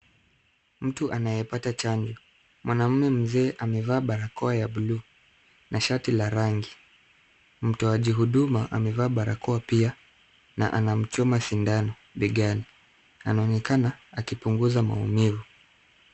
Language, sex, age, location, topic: Swahili, male, 25-35, Kisumu, health